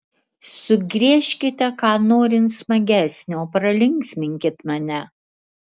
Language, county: Lithuanian, Kaunas